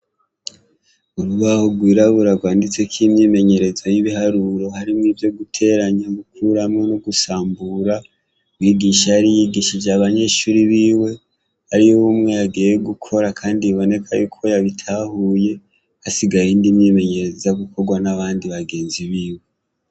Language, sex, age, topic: Rundi, male, 18-24, education